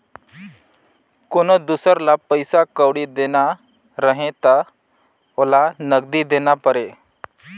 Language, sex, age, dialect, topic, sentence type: Chhattisgarhi, male, 31-35, Northern/Bhandar, banking, statement